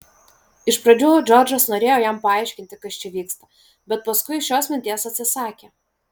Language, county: Lithuanian, Vilnius